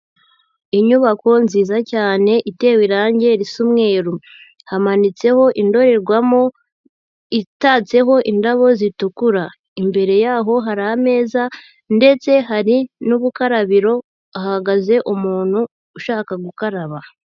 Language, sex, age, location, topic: Kinyarwanda, female, 18-24, Huye, education